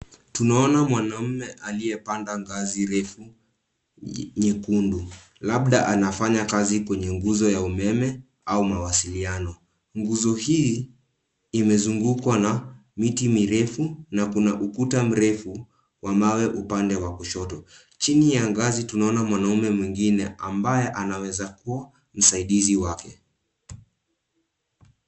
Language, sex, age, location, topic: Swahili, male, 18-24, Nairobi, government